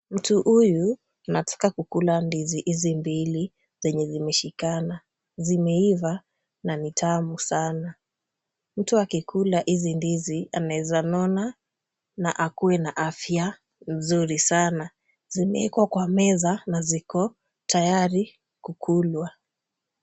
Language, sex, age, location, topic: Swahili, female, 18-24, Kisumu, agriculture